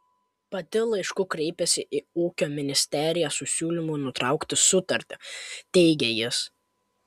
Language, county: Lithuanian, Kaunas